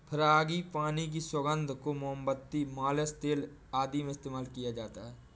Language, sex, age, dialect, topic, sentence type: Hindi, male, 18-24, Awadhi Bundeli, agriculture, statement